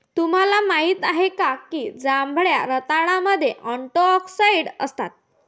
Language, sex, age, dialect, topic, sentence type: Marathi, female, 51-55, Varhadi, agriculture, statement